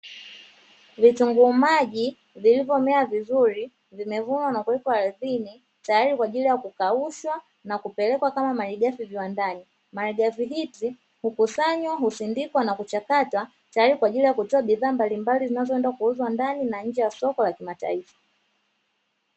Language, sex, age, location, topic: Swahili, female, 25-35, Dar es Salaam, agriculture